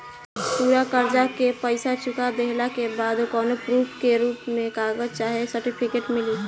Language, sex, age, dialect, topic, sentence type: Bhojpuri, female, 18-24, Southern / Standard, banking, question